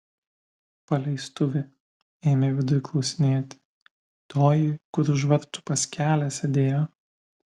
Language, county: Lithuanian, Vilnius